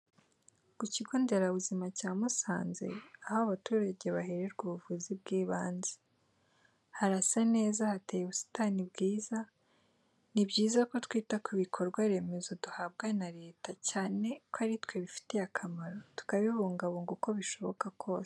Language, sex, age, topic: Kinyarwanda, female, 18-24, education